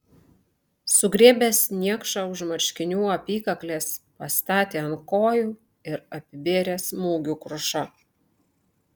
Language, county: Lithuanian, Marijampolė